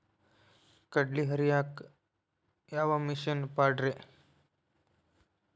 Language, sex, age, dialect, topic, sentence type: Kannada, male, 18-24, Dharwad Kannada, agriculture, question